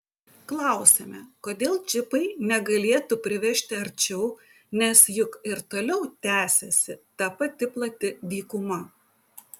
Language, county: Lithuanian, Utena